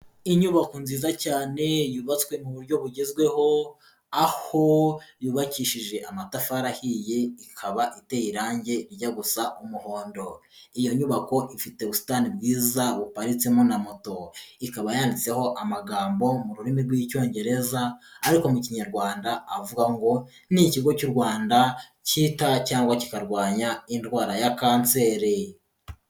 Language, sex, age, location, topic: Kinyarwanda, male, 25-35, Huye, health